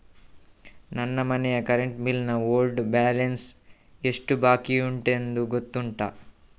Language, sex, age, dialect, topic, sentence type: Kannada, male, 31-35, Coastal/Dakshin, banking, question